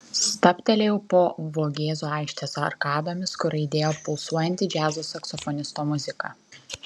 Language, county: Lithuanian, Vilnius